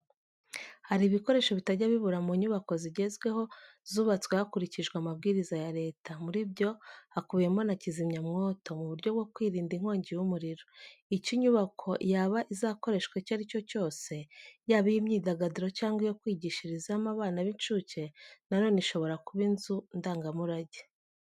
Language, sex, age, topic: Kinyarwanda, female, 25-35, education